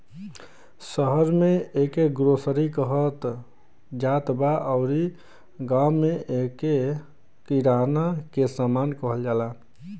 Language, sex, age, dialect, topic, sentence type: Bhojpuri, male, 25-30, Western, agriculture, statement